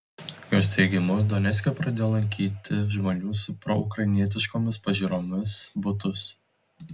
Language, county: Lithuanian, Telšiai